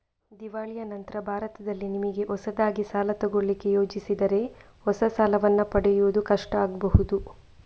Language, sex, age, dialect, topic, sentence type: Kannada, female, 25-30, Coastal/Dakshin, banking, statement